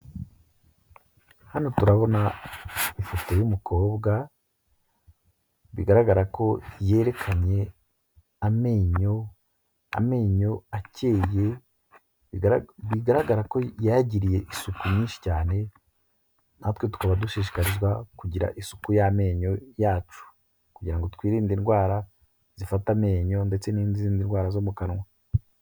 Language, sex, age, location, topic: Kinyarwanda, male, 36-49, Kigali, health